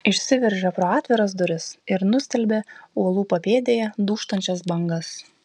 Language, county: Lithuanian, Vilnius